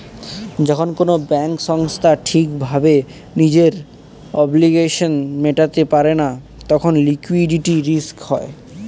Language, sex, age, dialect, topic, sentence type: Bengali, male, 18-24, Northern/Varendri, banking, statement